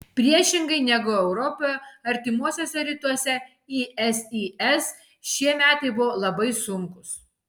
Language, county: Lithuanian, Kaunas